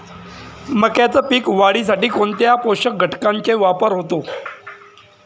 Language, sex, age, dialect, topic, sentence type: Marathi, male, 36-40, Standard Marathi, agriculture, question